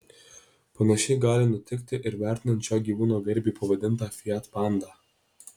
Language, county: Lithuanian, Alytus